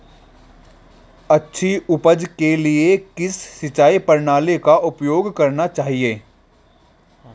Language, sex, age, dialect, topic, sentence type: Hindi, male, 18-24, Marwari Dhudhari, agriculture, question